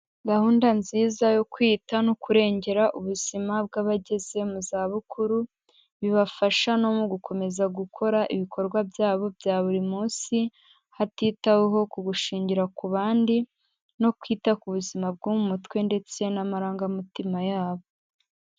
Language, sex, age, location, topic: Kinyarwanda, female, 18-24, Huye, health